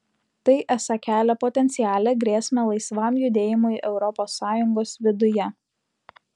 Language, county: Lithuanian, Utena